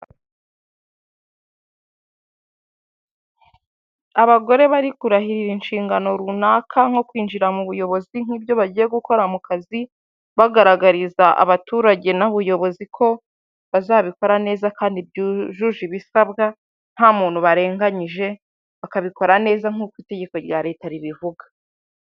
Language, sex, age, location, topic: Kinyarwanda, female, 25-35, Huye, government